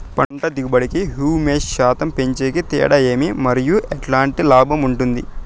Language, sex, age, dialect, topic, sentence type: Telugu, male, 18-24, Southern, agriculture, question